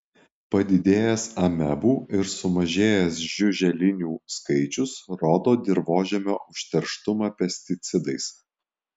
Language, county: Lithuanian, Alytus